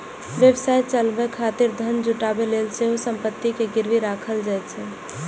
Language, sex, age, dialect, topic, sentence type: Maithili, female, 18-24, Eastern / Thethi, banking, statement